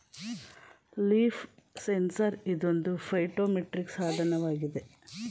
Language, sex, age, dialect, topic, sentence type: Kannada, female, 36-40, Mysore Kannada, agriculture, statement